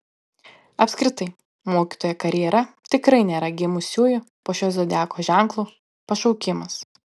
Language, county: Lithuanian, Panevėžys